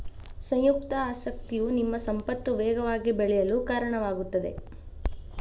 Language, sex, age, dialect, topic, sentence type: Kannada, female, 25-30, Dharwad Kannada, banking, statement